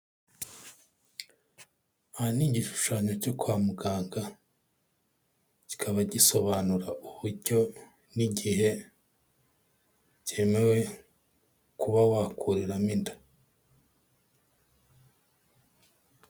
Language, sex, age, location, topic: Kinyarwanda, male, 25-35, Kigali, health